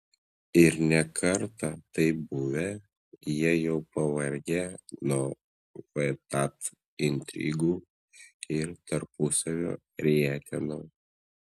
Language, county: Lithuanian, Klaipėda